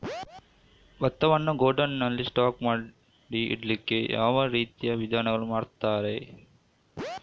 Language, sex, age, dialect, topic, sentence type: Kannada, male, 41-45, Coastal/Dakshin, agriculture, question